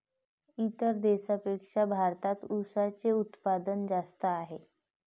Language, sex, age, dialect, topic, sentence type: Marathi, female, 31-35, Varhadi, agriculture, statement